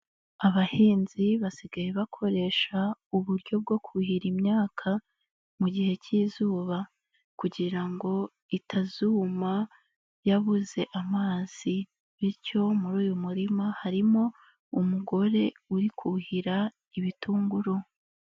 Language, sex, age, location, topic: Kinyarwanda, female, 18-24, Nyagatare, agriculture